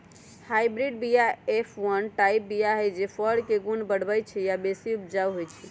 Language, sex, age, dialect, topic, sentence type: Magahi, female, 25-30, Western, agriculture, statement